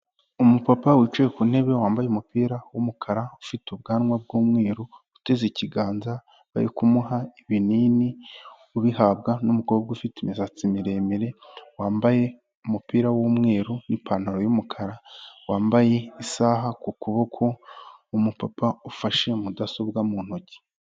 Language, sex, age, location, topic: Kinyarwanda, male, 18-24, Kigali, health